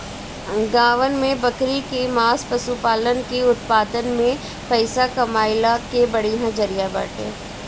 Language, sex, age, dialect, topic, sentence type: Bhojpuri, male, 25-30, Northern, agriculture, statement